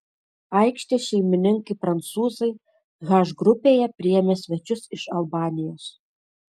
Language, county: Lithuanian, Šiauliai